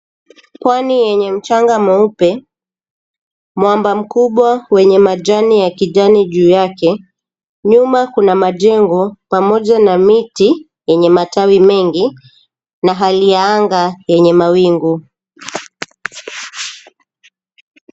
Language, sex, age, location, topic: Swahili, female, 25-35, Mombasa, government